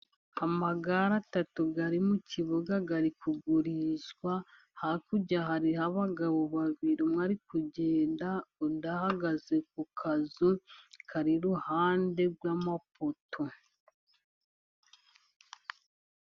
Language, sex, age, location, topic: Kinyarwanda, female, 50+, Musanze, government